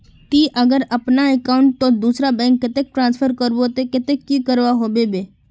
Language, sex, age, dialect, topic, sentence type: Magahi, female, 41-45, Northeastern/Surjapuri, banking, question